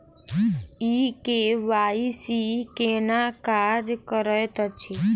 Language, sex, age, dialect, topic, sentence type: Maithili, female, 18-24, Southern/Standard, banking, question